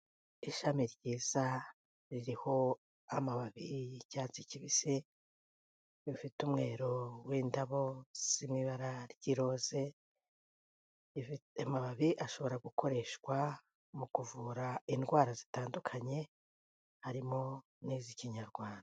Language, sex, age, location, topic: Kinyarwanda, female, 18-24, Kigali, health